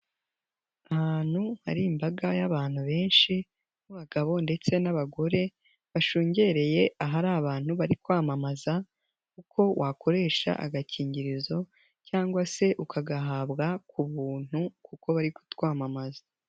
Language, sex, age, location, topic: Kinyarwanda, female, 18-24, Nyagatare, health